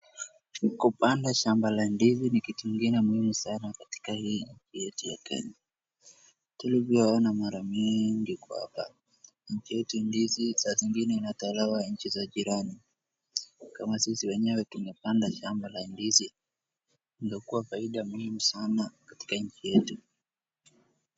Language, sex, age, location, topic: Swahili, male, 36-49, Wajir, agriculture